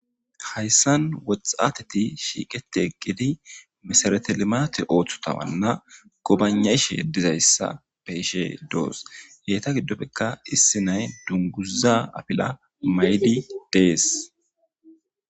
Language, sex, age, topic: Gamo, male, 18-24, government